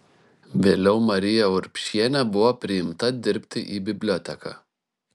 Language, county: Lithuanian, Šiauliai